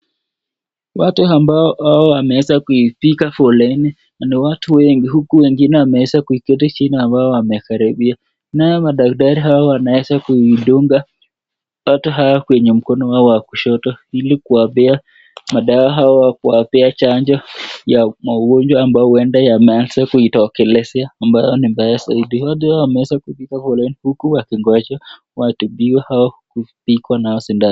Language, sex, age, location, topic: Swahili, male, 18-24, Nakuru, health